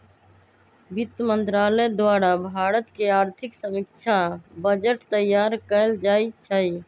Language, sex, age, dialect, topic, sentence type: Magahi, female, 25-30, Western, banking, statement